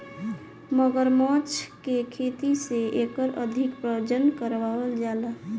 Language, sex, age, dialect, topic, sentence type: Bhojpuri, female, 18-24, Southern / Standard, agriculture, statement